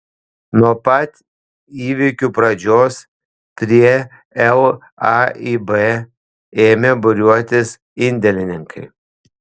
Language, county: Lithuanian, Panevėžys